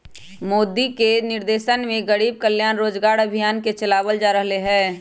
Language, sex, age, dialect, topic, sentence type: Magahi, female, 31-35, Western, banking, statement